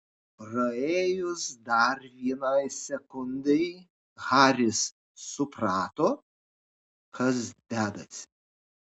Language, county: Lithuanian, Kaunas